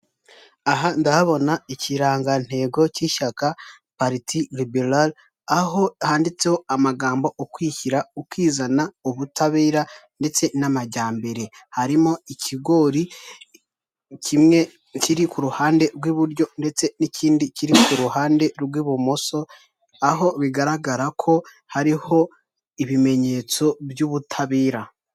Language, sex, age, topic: Kinyarwanda, male, 18-24, government